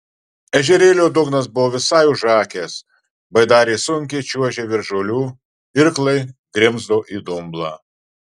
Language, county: Lithuanian, Marijampolė